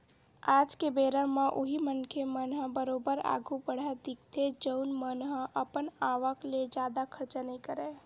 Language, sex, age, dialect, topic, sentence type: Chhattisgarhi, female, 18-24, Western/Budati/Khatahi, banking, statement